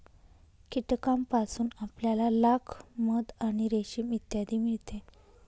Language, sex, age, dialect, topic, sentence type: Marathi, female, 31-35, Northern Konkan, agriculture, statement